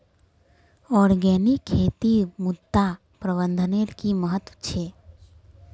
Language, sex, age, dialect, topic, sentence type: Magahi, female, 25-30, Northeastern/Surjapuri, agriculture, statement